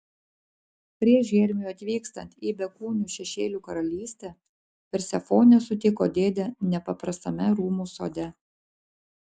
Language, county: Lithuanian, Klaipėda